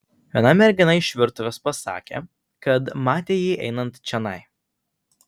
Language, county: Lithuanian, Vilnius